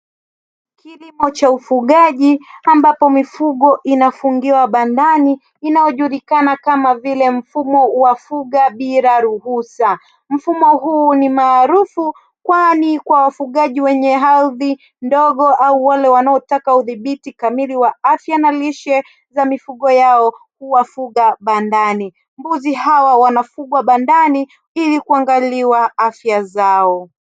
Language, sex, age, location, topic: Swahili, female, 36-49, Dar es Salaam, agriculture